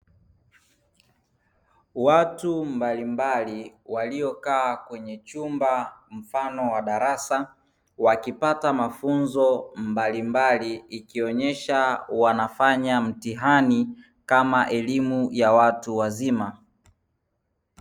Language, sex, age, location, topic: Swahili, male, 18-24, Dar es Salaam, education